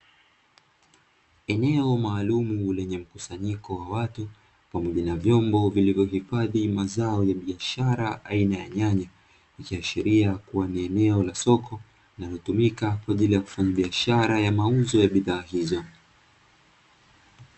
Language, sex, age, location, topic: Swahili, male, 25-35, Dar es Salaam, finance